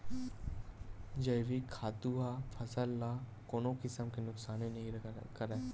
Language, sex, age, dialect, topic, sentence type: Chhattisgarhi, male, 18-24, Western/Budati/Khatahi, agriculture, statement